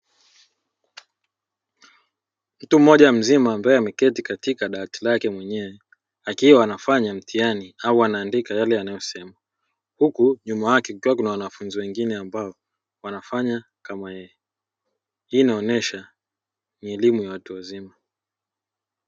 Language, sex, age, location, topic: Swahili, male, 25-35, Dar es Salaam, education